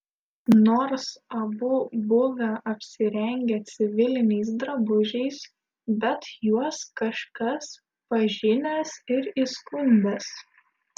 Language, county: Lithuanian, Šiauliai